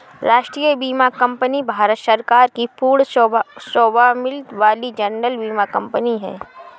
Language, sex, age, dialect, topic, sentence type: Hindi, female, 31-35, Awadhi Bundeli, banking, statement